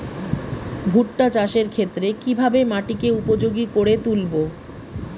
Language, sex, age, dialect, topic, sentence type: Bengali, female, 36-40, Rajbangshi, agriculture, question